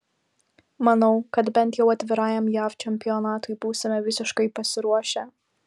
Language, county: Lithuanian, Vilnius